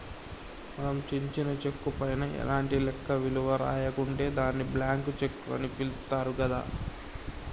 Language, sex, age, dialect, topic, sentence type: Telugu, male, 18-24, Telangana, banking, statement